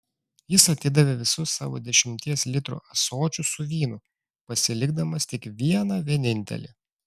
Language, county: Lithuanian, Klaipėda